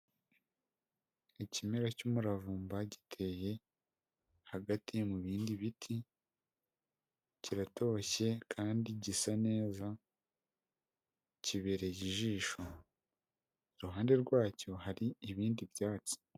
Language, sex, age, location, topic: Kinyarwanda, male, 18-24, Huye, health